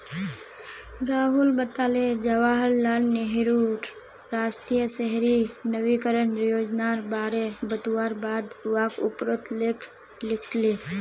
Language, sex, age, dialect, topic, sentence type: Magahi, female, 18-24, Northeastern/Surjapuri, banking, statement